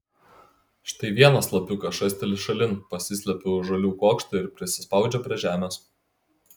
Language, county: Lithuanian, Klaipėda